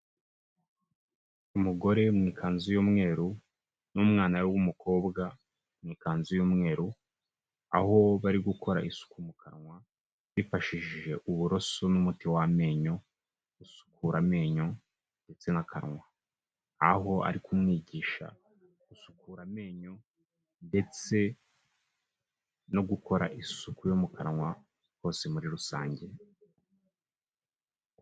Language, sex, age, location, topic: Kinyarwanda, male, 25-35, Kigali, health